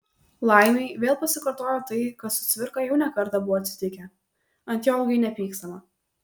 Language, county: Lithuanian, Kaunas